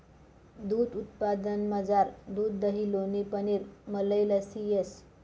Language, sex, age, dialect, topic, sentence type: Marathi, female, 25-30, Northern Konkan, agriculture, statement